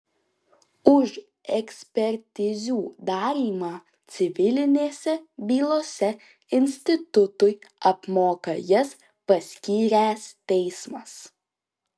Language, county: Lithuanian, Klaipėda